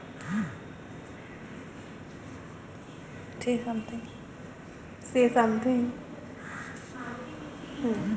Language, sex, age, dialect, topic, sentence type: Bhojpuri, female, 25-30, Northern, agriculture, statement